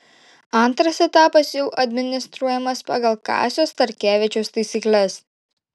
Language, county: Lithuanian, Šiauliai